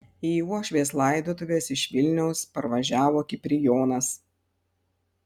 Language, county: Lithuanian, Panevėžys